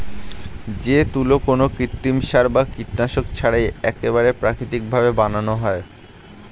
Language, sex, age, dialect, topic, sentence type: Bengali, male, 18-24, Standard Colloquial, agriculture, statement